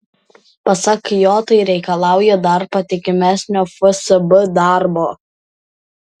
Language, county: Lithuanian, Vilnius